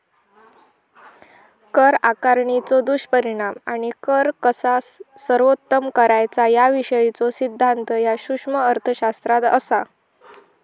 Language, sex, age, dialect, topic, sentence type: Marathi, female, 18-24, Southern Konkan, banking, statement